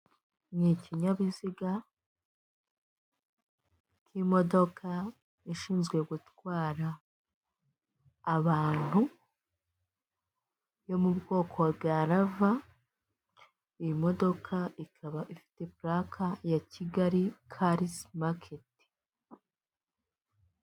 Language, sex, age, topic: Kinyarwanda, female, 18-24, finance